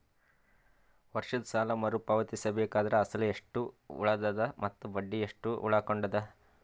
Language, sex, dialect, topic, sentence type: Kannada, male, Northeastern, banking, question